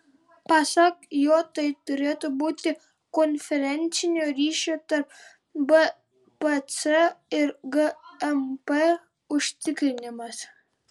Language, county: Lithuanian, Vilnius